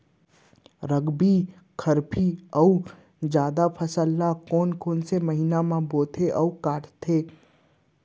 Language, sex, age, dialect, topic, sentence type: Chhattisgarhi, male, 60-100, Central, agriculture, question